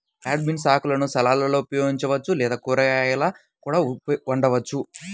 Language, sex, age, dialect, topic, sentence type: Telugu, male, 18-24, Central/Coastal, agriculture, statement